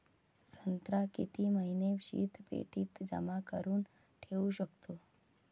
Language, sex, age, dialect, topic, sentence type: Marathi, female, 56-60, Varhadi, agriculture, question